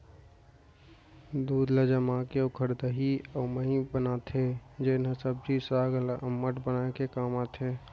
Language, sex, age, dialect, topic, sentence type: Chhattisgarhi, male, 25-30, Central, agriculture, statement